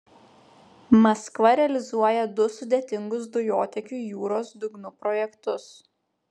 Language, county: Lithuanian, Panevėžys